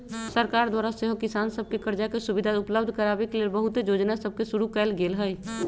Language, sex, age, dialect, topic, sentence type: Magahi, male, 25-30, Western, agriculture, statement